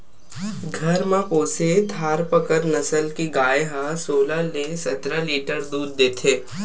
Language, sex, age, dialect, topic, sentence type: Chhattisgarhi, male, 25-30, Western/Budati/Khatahi, agriculture, statement